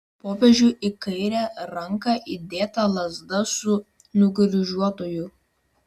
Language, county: Lithuanian, Vilnius